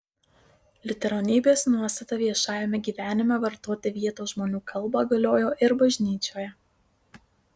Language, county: Lithuanian, Marijampolė